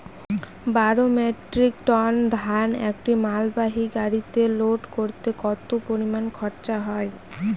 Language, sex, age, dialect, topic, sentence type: Bengali, female, 18-24, Northern/Varendri, agriculture, question